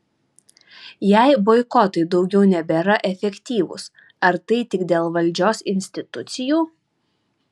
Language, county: Lithuanian, Utena